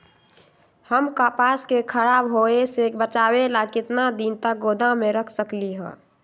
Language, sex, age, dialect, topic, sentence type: Magahi, female, 18-24, Western, agriculture, question